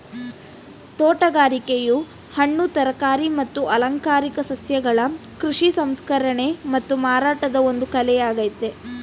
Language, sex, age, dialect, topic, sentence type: Kannada, female, 18-24, Mysore Kannada, agriculture, statement